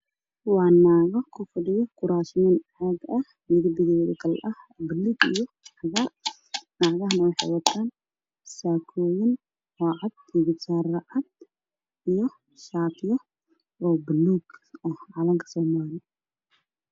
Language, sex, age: Somali, male, 18-24